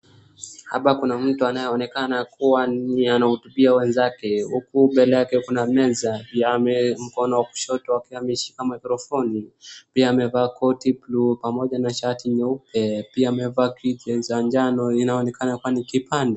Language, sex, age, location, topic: Swahili, male, 25-35, Wajir, education